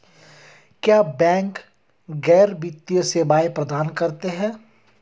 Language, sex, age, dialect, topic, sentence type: Hindi, male, 31-35, Hindustani Malvi Khadi Boli, banking, question